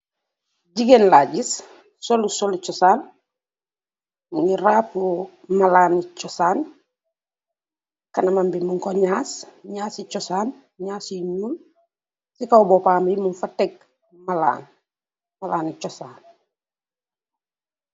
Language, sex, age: Wolof, female, 25-35